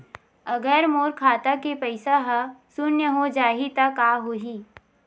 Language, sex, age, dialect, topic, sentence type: Chhattisgarhi, female, 18-24, Western/Budati/Khatahi, banking, question